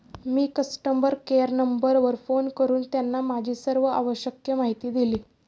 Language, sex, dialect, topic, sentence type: Marathi, female, Standard Marathi, banking, statement